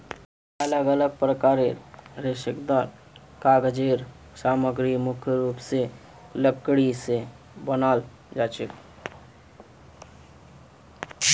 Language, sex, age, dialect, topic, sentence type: Magahi, male, 25-30, Northeastern/Surjapuri, agriculture, statement